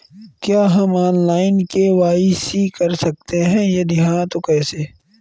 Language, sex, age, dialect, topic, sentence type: Hindi, male, 31-35, Awadhi Bundeli, banking, question